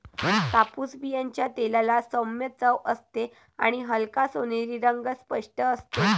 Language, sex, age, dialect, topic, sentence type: Marathi, female, 18-24, Varhadi, agriculture, statement